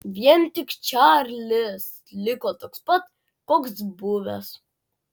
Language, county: Lithuanian, Klaipėda